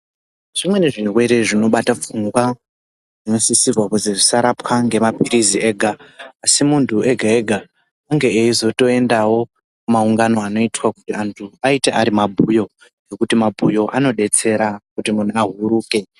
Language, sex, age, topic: Ndau, female, 18-24, health